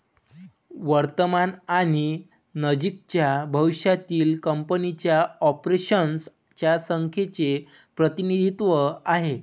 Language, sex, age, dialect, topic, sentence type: Marathi, male, 18-24, Varhadi, banking, statement